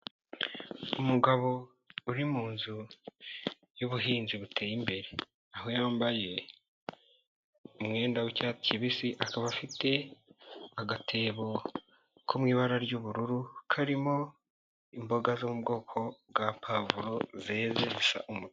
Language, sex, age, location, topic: Kinyarwanda, male, 18-24, Nyagatare, agriculture